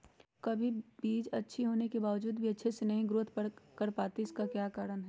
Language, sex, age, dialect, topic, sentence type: Magahi, female, 60-100, Western, agriculture, question